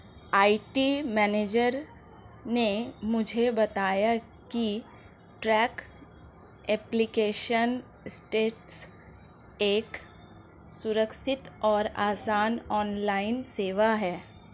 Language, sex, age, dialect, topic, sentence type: Hindi, female, 25-30, Marwari Dhudhari, banking, statement